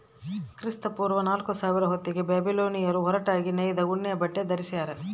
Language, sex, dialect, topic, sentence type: Kannada, female, Central, agriculture, statement